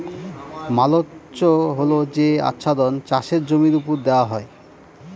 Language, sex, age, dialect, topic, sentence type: Bengali, male, 36-40, Northern/Varendri, agriculture, statement